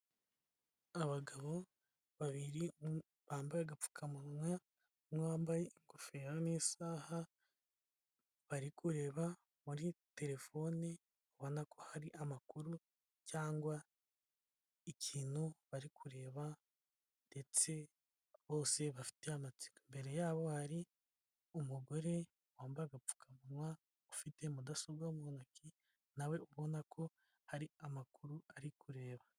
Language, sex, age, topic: Kinyarwanda, male, 18-24, government